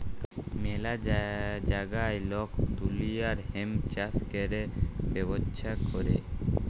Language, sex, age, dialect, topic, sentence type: Bengali, female, 18-24, Jharkhandi, agriculture, statement